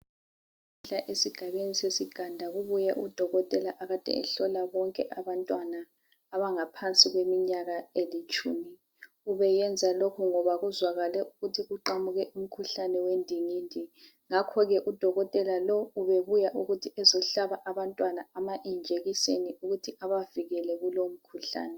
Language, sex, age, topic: North Ndebele, female, 50+, health